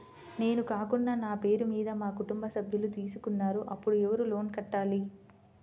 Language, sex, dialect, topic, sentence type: Telugu, female, Central/Coastal, banking, question